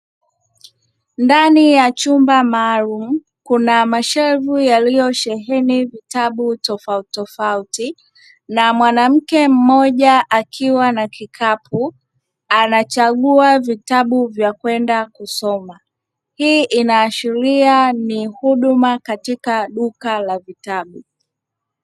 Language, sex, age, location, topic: Swahili, female, 25-35, Dar es Salaam, education